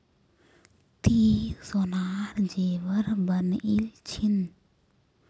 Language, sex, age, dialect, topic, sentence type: Magahi, female, 25-30, Northeastern/Surjapuri, agriculture, statement